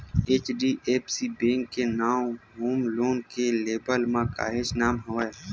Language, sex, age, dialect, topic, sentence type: Chhattisgarhi, male, 25-30, Western/Budati/Khatahi, banking, statement